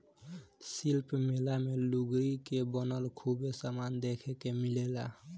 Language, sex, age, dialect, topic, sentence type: Bhojpuri, male, 18-24, Southern / Standard, agriculture, statement